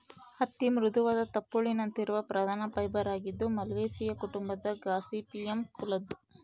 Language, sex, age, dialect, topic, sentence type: Kannada, female, 18-24, Central, agriculture, statement